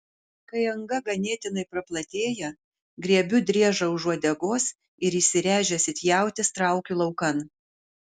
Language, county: Lithuanian, Kaunas